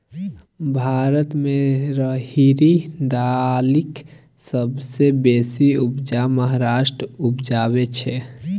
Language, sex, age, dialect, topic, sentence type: Maithili, male, 18-24, Bajjika, agriculture, statement